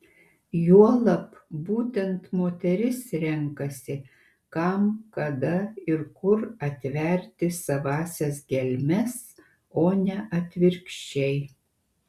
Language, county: Lithuanian, Kaunas